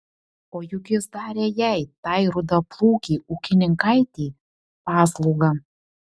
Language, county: Lithuanian, Šiauliai